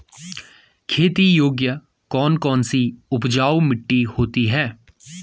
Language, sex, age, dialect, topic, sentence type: Hindi, male, 18-24, Garhwali, agriculture, question